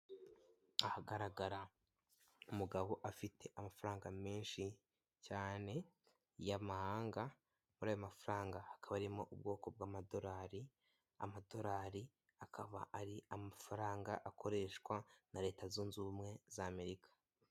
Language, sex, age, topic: Kinyarwanda, male, 18-24, finance